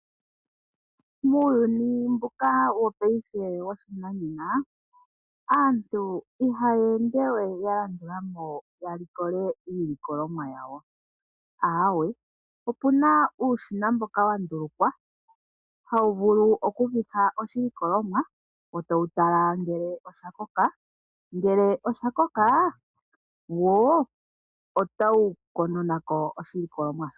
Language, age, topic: Oshiwambo, 25-35, agriculture